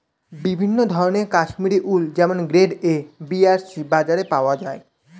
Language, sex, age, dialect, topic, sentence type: Bengali, male, 18-24, Standard Colloquial, agriculture, statement